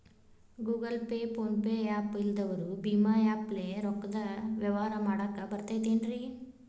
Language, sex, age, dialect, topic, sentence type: Kannada, female, 25-30, Dharwad Kannada, banking, question